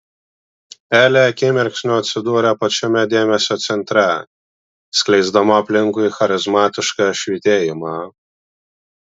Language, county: Lithuanian, Vilnius